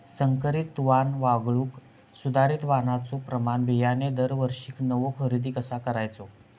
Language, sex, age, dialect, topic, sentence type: Marathi, male, 41-45, Southern Konkan, agriculture, question